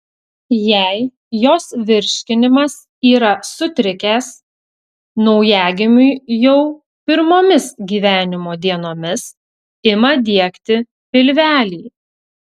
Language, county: Lithuanian, Telšiai